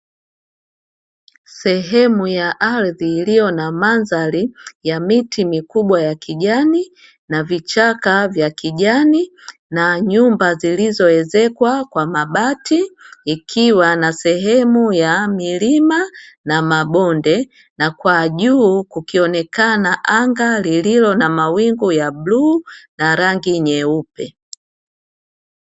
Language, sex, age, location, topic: Swahili, female, 50+, Dar es Salaam, agriculture